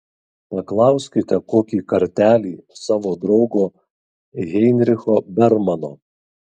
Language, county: Lithuanian, Kaunas